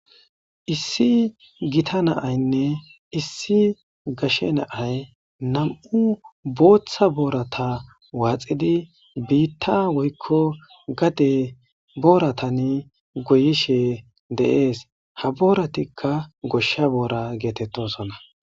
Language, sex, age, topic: Gamo, male, 25-35, agriculture